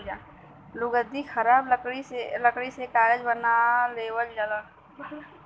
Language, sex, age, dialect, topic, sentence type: Bhojpuri, female, 18-24, Western, agriculture, statement